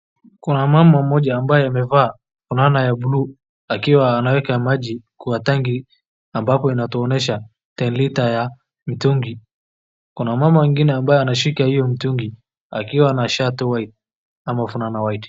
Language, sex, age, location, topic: Swahili, male, 36-49, Wajir, health